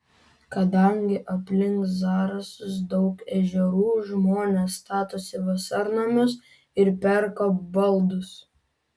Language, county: Lithuanian, Vilnius